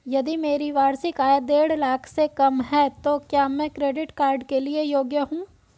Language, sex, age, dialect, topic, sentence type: Hindi, female, 18-24, Hindustani Malvi Khadi Boli, banking, question